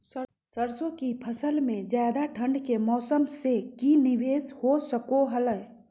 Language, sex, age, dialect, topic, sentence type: Magahi, female, 41-45, Southern, agriculture, question